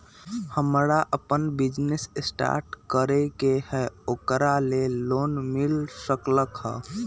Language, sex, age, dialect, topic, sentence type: Magahi, male, 18-24, Western, banking, question